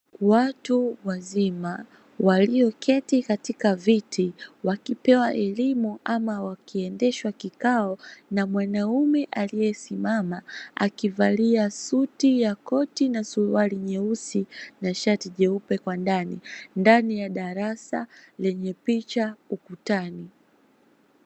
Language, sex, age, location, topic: Swahili, female, 18-24, Dar es Salaam, education